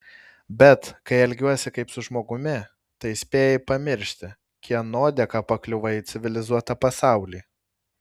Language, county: Lithuanian, Kaunas